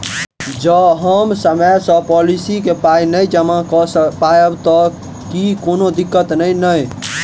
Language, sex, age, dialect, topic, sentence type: Maithili, male, 18-24, Southern/Standard, banking, question